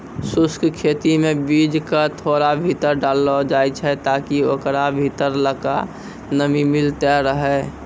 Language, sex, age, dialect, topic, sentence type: Maithili, male, 18-24, Angika, agriculture, statement